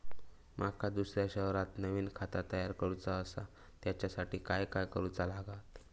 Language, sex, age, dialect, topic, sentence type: Marathi, male, 18-24, Southern Konkan, banking, question